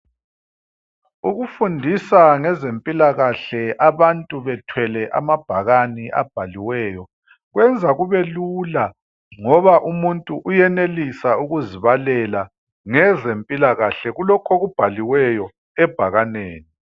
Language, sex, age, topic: North Ndebele, male, 50+, health